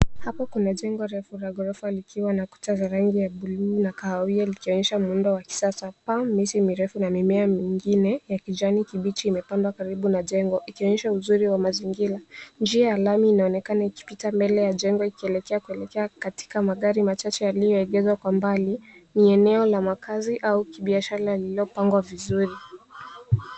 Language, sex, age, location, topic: Swahili, female, 18-24, Nairobi, education